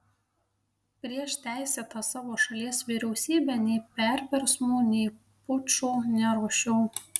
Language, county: Lithuanian, Panevėžys